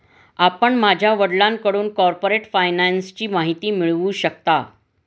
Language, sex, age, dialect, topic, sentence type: Marathi, female, 51-55, Standard Marathi, banking, statement